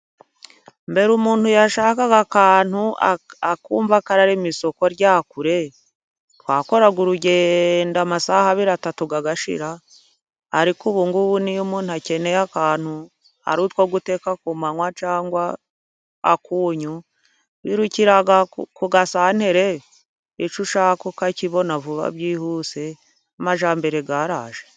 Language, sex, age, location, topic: Kinyarwanda, female, 50+, Musanze, finance